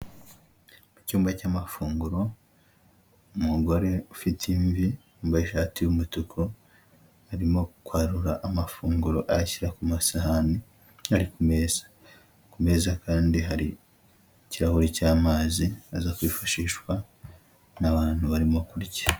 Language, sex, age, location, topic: Kinyarwanda, male, 25-35, Huye, health